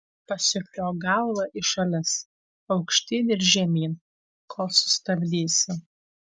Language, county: Lithuanian, Tauragė